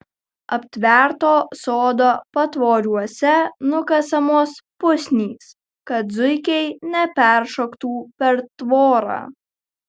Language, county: Lithuanian, Kaunas